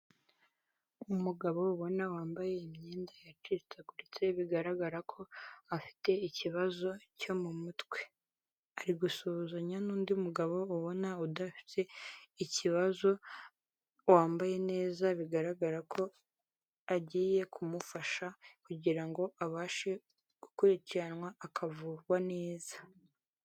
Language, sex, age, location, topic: Kinyarwanda, female, 36-49, Kigali, health